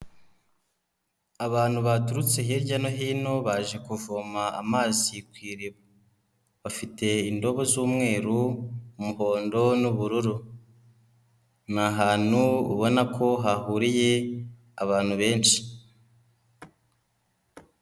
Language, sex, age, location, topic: Kinyarwanda, male, 18-24, Kigali, health